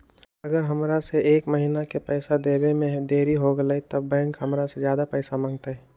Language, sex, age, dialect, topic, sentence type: Magahi, male, 18-24, Western, banking, question